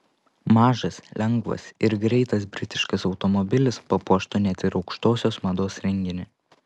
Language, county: Lithuanian, Panevėžys